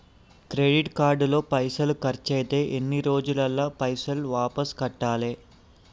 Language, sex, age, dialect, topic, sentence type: Telugu, male, 18-24, Telangana, banking, question